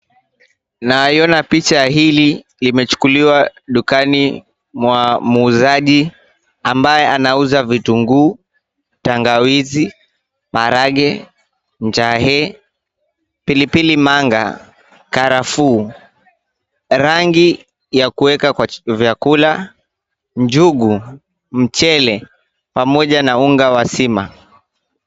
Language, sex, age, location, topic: Swahili, male, 25-35, Mombasa, agriculture